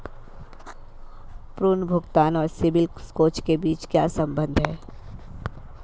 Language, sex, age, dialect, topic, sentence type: Hindi, female, 25-30, Marwari Dhudhari, banking, question